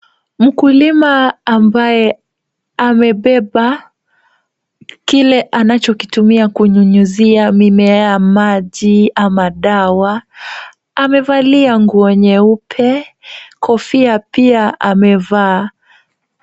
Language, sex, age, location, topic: Swahili, female, 18-24, Kisumu, health